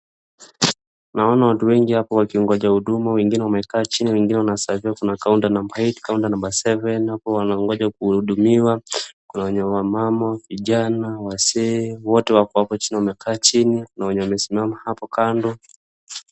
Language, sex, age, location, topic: Swahili, male, 25-35, Wajir, government